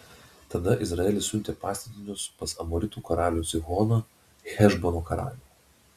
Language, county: Lithuanian, Vilnius